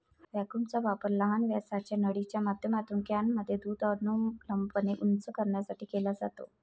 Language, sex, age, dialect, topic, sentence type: Marathi, female, 51-55, Varhadi, agriculture, statement